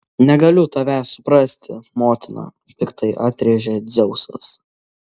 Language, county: Lithuanian, Kaunas